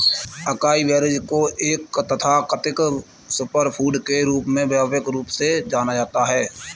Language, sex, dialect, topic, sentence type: Hindi, male, Kanauji Braj Bhasha, agriculture, statement